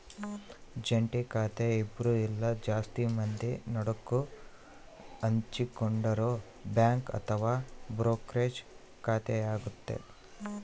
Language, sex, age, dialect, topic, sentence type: Kannada, male, 18-24, Central, banking, statement